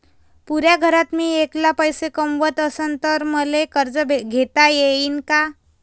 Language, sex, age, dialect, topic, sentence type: Marathi, female, 25-30, Varhadi, banking, question